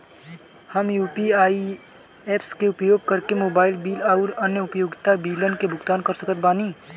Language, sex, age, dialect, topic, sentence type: Bhojpuri, male, 18-24, Southern / Standard, banking, statement